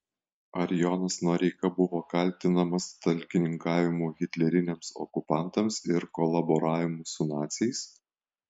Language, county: Lithuanian, Alytus